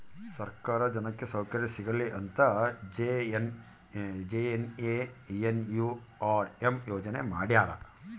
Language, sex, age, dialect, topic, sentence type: Kannada, male, 51-55, Central, banking, statement